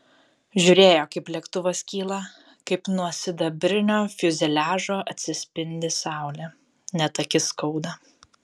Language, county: Lithuanian, Telšiai